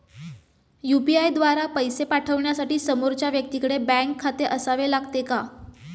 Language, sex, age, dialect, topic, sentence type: Marathi, female, 25-30, Standard Marathi, banking, question